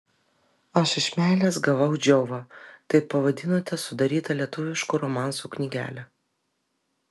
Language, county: Lithuanian, Vilnius